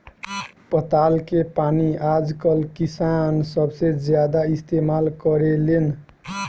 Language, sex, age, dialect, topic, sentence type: Bhojpuri, male, 18-24, Southern / Standard, agriculture, statement